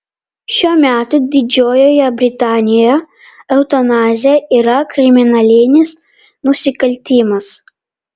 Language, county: Lithuanian, Vilnius